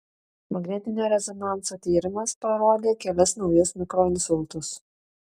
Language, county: Lithuanian, Šiauliai